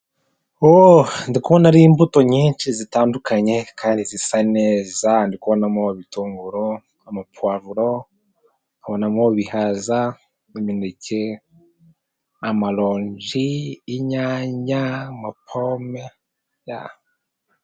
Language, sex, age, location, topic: Kinyarwanda, male, 18-24, Nyagatare, agriculture